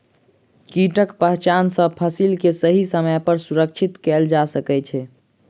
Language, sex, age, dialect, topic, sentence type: Maithili, male, 46-50, Southern/Standard, agriculture, statement